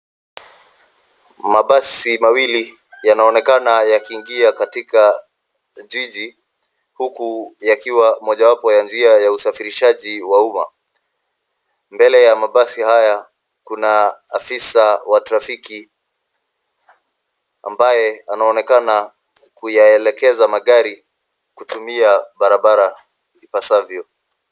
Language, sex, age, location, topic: Swahili, male, 25-35, Nairobi, government